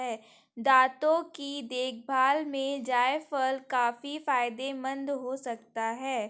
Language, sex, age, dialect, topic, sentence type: Hindi, female, 18-24, Kanauji Braj Bhasha, agriculture, statement